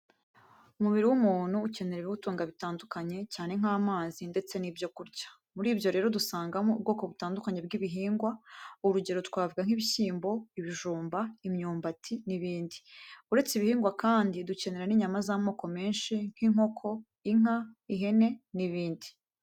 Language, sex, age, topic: Kinyarwanda, female, 18-24, education